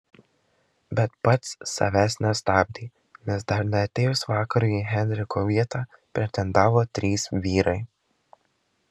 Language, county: Lithuanian, Marijampolė